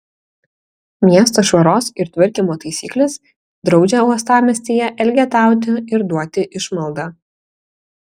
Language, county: Lithuanian, Kaunas